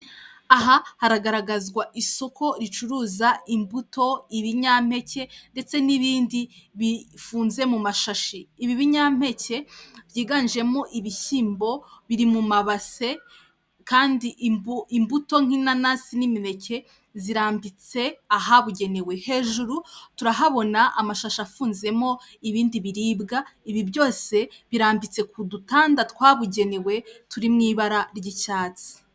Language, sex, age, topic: Kinyarwanda, female, 18-24, finance